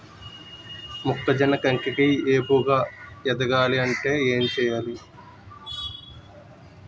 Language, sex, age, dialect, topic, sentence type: Telugu, male, 25-30, Utterandhra, agriculture, question